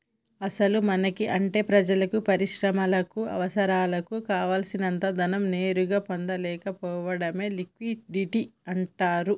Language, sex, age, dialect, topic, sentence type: Telugu, female, 31-35, Telangana, banking, statement